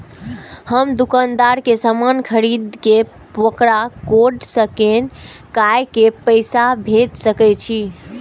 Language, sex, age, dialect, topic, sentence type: Maithili, female, 18-24, Eastern / Thethi, banking, question